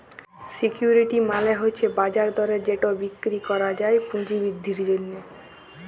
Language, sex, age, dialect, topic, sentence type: Bengali, female, 18-24, Jharkhandi, banking, statement